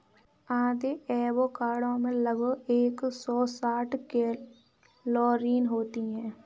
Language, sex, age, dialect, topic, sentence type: Hindi, female, 18-24, Kanauji Braj Bhasha, agriculture, statement